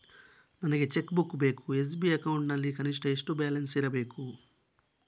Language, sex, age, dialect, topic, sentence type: Kannada, male, 18-24, Coastal/Dakshin, banking, question